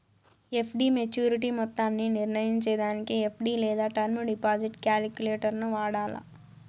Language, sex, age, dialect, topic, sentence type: Telugu, female, 25-30, Southern, banking, statement